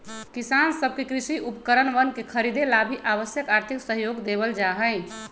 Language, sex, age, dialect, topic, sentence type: Magahi, female, 31-35, Western, agriculture, statement